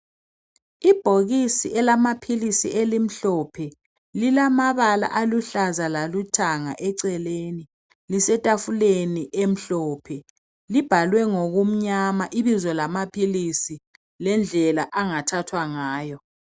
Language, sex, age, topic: North Ndebele, male, 36-49, health